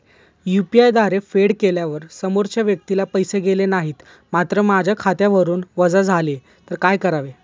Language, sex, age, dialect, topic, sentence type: Marathi, male, 18-24, Standard Marathi, banking, question